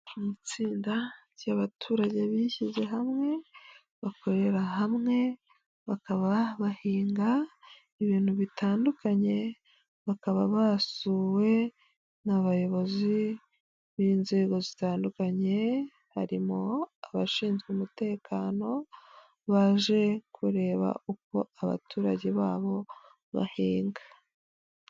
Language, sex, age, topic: Kinyarwanda, female, 25-35, government